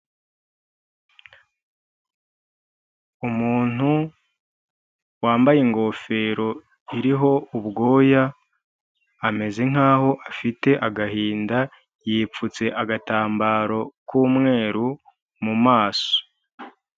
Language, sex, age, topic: Kinyarwanda, male, 25-35, health